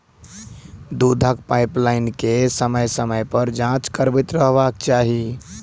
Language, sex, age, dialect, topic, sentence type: Maithili, male, 18-24, Southern/Standard, agriculture, statement